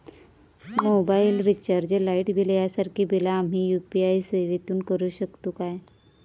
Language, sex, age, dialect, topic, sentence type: Marathi, female, 25-30, Southern Konkan, banking, question